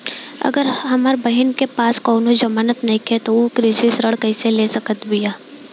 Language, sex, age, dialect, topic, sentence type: Bhojpuri, female, 18-24, Southern / Standard, agriculture, statement